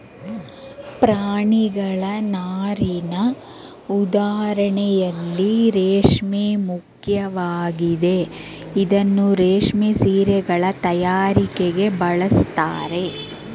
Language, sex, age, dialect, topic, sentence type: Kannada, female, 36-40, Mysore Kannada, agriculture, statement